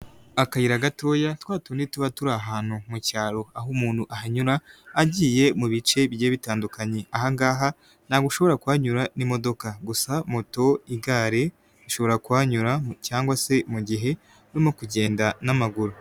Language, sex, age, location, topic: Kinyarwanda, male, 18-24, Nyagatare, government